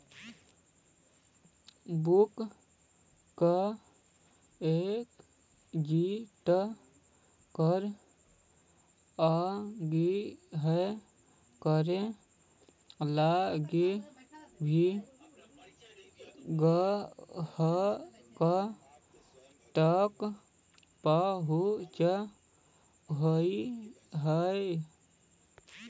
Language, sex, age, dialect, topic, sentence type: Magahi, male, 31-35, Central/Standard, banking, statement